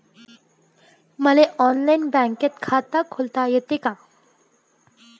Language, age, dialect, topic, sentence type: Marathi, 25-30, Varhadi, banking, question